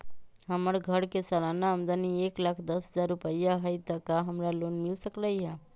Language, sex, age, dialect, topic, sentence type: Magahi, female, 31-35, Western, banking, question